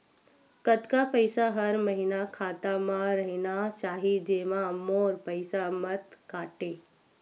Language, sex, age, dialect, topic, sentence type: Chhattisgarhi, female, 46-50, Western/Budati/Khatahi, banking, question